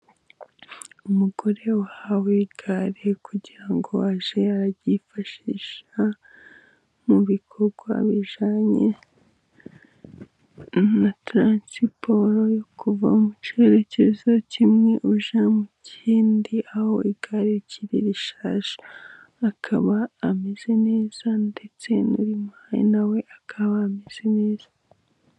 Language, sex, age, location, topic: Kinyarwanda, female, 18-24, Musanze, government